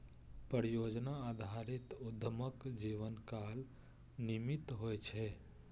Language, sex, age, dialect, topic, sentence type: Maithili, male, 18-24, Eastern / Thethi, banking, statement